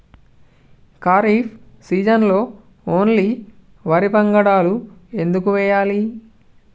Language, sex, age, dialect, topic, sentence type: Telugu, male, 18-24, Telangana, agriculture, question